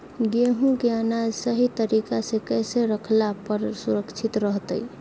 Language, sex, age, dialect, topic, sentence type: Magahi, female, 51-55, Southern, agriculture, question